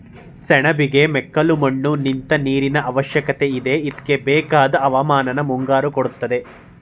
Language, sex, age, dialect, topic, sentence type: Kannada, male, 18-24, Mysore Kannada, agriculture, statement